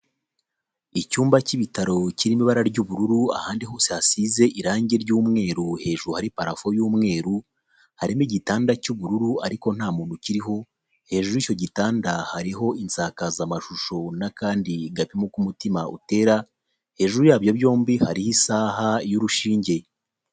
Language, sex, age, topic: Kinyarwanda, male, 25-35, health